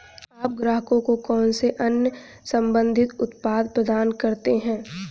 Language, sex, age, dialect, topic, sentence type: Hindi, female, 31-35, Hindustani Malvi Khadi Boli, banking, question